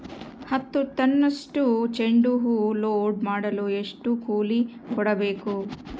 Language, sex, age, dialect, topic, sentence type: Kannada, female, 31-35, Central, agriculture, question